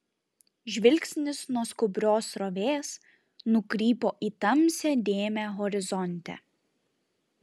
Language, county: Lithuanian, Šiauliai